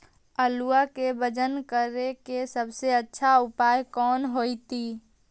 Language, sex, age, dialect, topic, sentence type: Magahi, male, 18-24, Central/Standard, agriculture, question